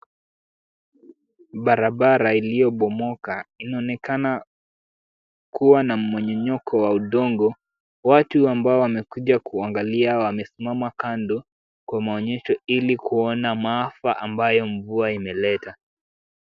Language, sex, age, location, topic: Swahili, male, 18-24, Kisumu, health